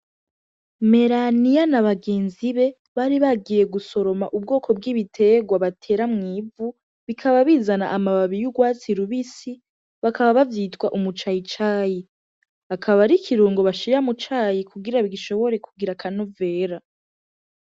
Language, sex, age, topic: Rundi, female, 18-24, agriculture